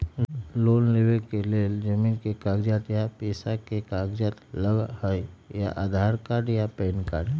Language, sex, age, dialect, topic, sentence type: Magahi, male, 36-40, Western, banking, question